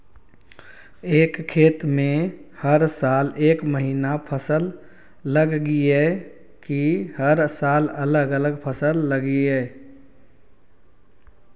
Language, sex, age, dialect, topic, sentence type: Magahi, male, 36-40, Central/Standard, agriculture, question